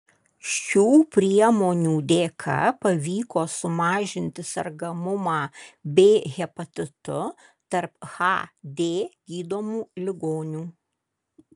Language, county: Lithuanian, Kaunas